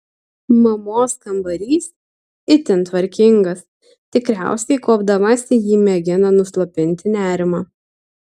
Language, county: Lithuanian, Utena